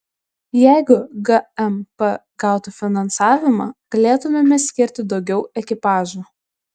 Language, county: Lithuanian, Vilnius